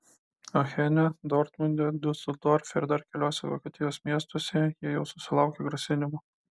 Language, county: Lithuanian, Kaunas